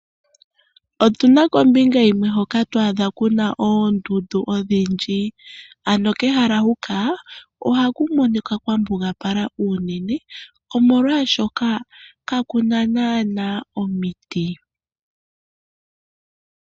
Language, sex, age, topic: Oshiwambo, male, 25-35, agriculture